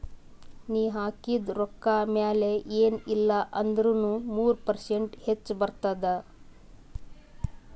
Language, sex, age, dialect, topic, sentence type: Kannada, female, 18-24, Northeastern, banking, statement